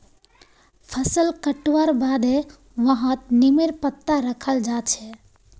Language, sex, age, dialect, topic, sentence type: Magahi, female, 18-24, Northeastern/Surjapuri, agriculture, statement